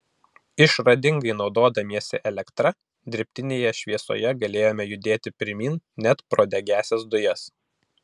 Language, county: Lithuanian, Vilnius